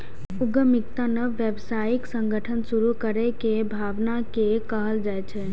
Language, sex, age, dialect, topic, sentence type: Maithili, female, 18-24, Eastern / Thethi, banking, statement